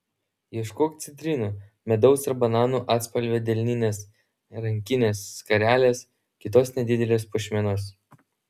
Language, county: Lithuanian, Vilnius